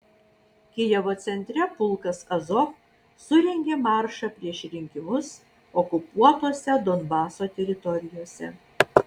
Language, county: Lithuanian, Vilnius